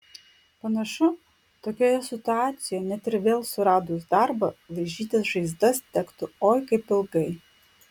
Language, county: Lithuanian, Klaipėda